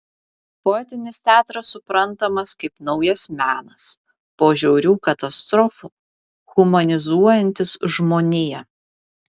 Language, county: Lithuanian, Vilnius